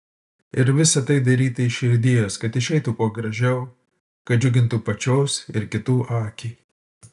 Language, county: Lithuanian, Utena